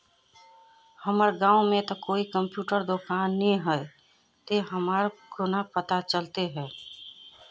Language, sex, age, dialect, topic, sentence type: Magahi, female, 36-40, Northeastern/Surjapuri, banking, question